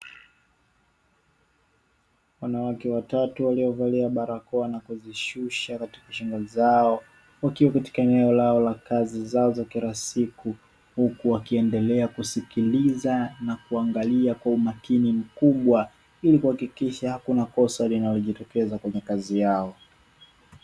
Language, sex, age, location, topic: Swahili, male, 25-35, Dar es Salaam, education